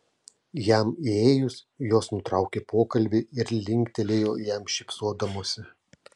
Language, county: Lithuanian, Telšiai